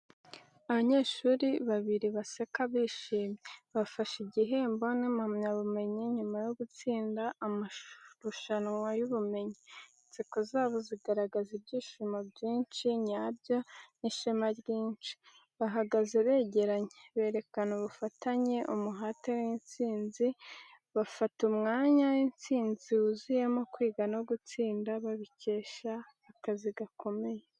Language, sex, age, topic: Kinyarwanda, female, 36-49, education